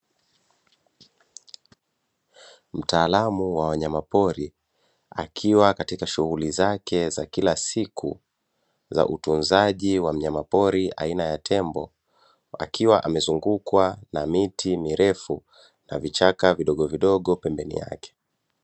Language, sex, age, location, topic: Swahili, male, 25-35, Dar es Salaam, agriculture